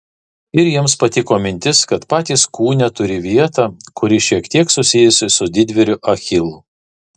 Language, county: Lithuanian, Vilnius